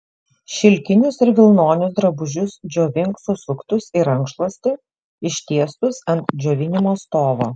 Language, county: Lithuanian, Šiauliai